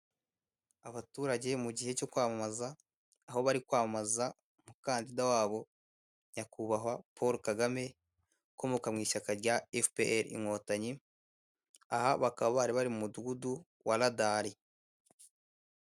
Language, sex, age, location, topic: Kinyarwanda, male, 18-24, Kigali, government